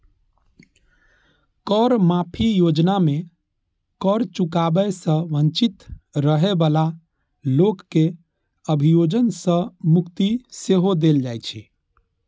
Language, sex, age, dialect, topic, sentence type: Maithili, male, 31-35, Eastern / Thethi, banking, statement